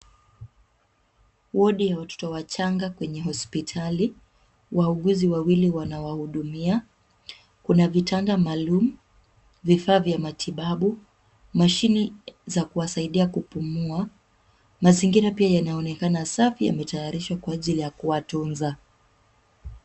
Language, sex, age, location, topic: Swahili, female, 25-35, Kisumu, health